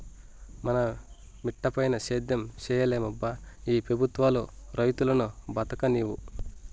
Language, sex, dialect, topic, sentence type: Telugu, male, Southern, agriculture, statement